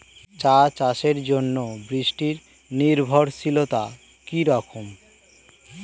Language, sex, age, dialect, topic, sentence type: Bengali, male, 36-40, Standard Colloquial, agriculture, question